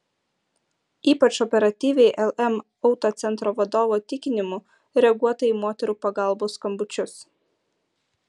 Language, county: Lithuanian, Utena